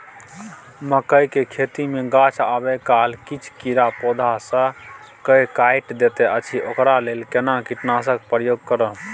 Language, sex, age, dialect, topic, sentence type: Maithili, male, 31-35, Bajjika, agriculture, question